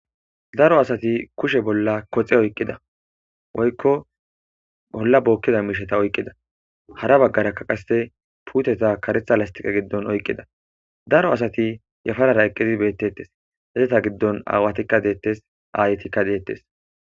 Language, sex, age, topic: Gamo, male, 18-24, agriculture